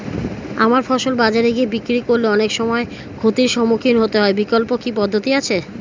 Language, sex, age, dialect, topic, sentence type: Bengali, female, 41-45, Standard Colloquial, agriculture, question